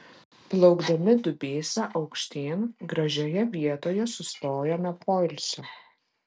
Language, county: Lithuanian, Vilnius